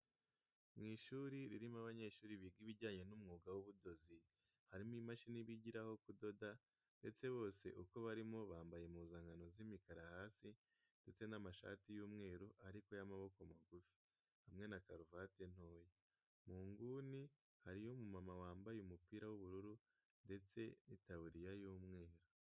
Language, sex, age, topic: Kinyarwanda, male, 18-24, education